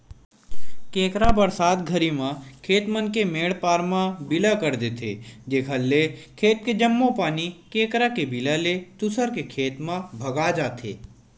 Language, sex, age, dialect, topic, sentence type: Chhattisgarhi, male, 18-24, Western/Budati/Khatahi, agriculture, statement